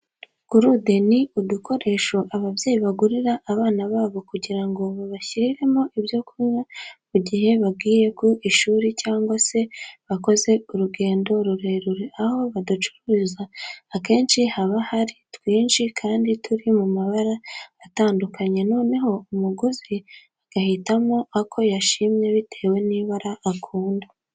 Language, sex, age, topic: Kinyarwanda, female, 18-24, education